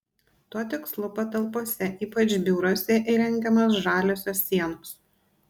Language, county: Lithuanian, Panevėžys